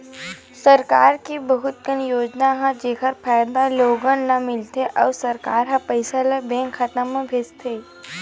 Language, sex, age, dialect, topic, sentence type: Chhattisgarhi, female, 25-30, Western/Budati/Khatahi, banking, statement